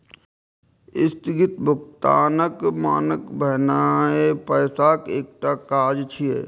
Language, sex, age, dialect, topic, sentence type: Maithili, male, 18-24, Eastern / Thethi, banking, statement